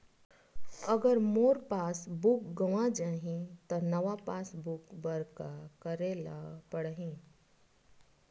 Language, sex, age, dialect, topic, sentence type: Chhattisgarhi, female, 36-40, Western/Budati/Khatahi, banking, question